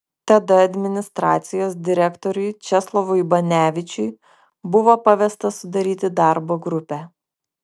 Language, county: Lithuanian, Kaunas